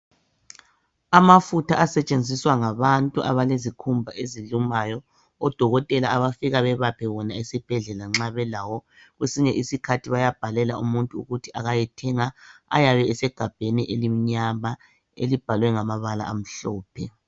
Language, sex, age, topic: North Ndebele, male, 25-35, health